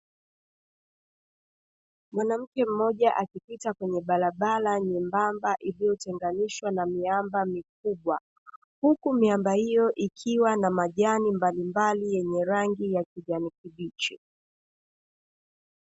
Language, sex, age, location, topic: Swahili, female, 25-35, Dar es Salaam, agriculture